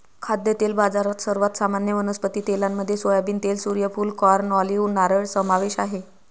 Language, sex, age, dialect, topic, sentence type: Marathi, female, 25-30, Varhadi, agriculture, statement